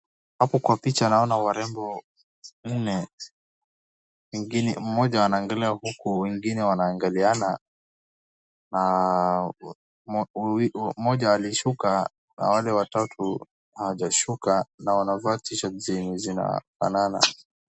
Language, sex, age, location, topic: Swahili, male, 18-24, Wajir, government